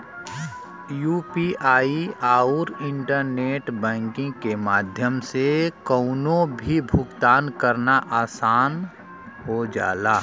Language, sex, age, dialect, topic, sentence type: Bhojpuri, male, 36-40, Western, banking, statement